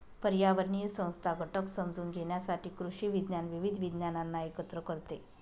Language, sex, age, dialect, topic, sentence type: Marathi, female, 25-30, Northern Konkan, agriculture, statement